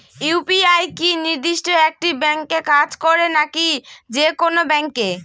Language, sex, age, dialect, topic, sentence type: Bengali, female, 36-40, Northern/Varendri, banking, question